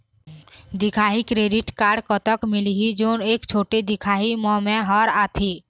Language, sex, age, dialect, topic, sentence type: Chhattisgarhi, female, 18-24, Eastern, agriculture, question